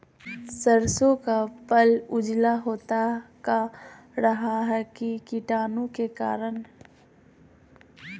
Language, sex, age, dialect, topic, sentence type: Magahi, female, 31-35, Southern, agriculture, question